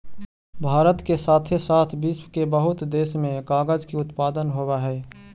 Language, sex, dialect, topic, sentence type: Magahi, male, Central/Standard, banking, statement